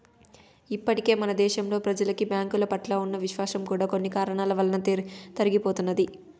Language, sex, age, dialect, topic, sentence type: Telugu, female, 18-24, Southern, banking, statement